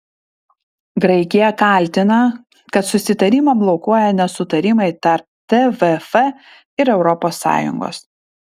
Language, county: Lithuanian, Vilnius